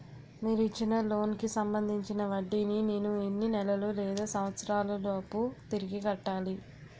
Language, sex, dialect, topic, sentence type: Telugu, female, Utterandhra, banking, question